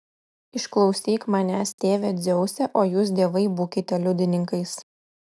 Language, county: Lithuanian, Klaipėda